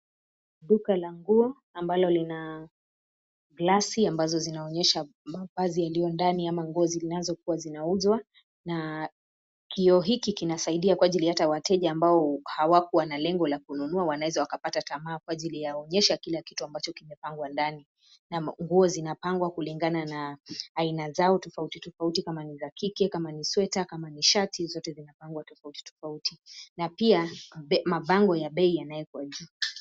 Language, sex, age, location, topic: Swahili, female, 25-35, Nairobi, finance